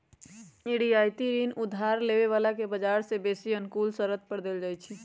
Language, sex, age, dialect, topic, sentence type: Magahi, female, 31-35, Western, banking, statement